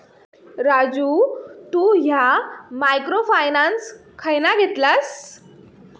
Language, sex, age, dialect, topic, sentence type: Marathi, female, 18-24, Southern Konkan, banking, statement